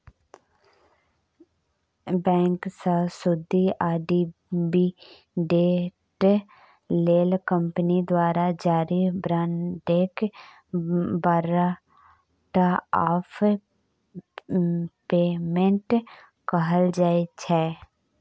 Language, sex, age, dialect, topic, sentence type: Maithili, female, 25-30, Bajjika, banking, statement